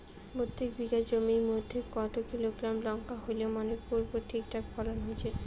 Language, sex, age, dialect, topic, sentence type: Bengali, female, 31-35, Rajbangshi, agriculture, question